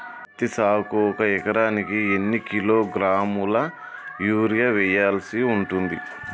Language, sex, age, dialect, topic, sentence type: Telugu, male, 31-35, Telangana, agriculture, question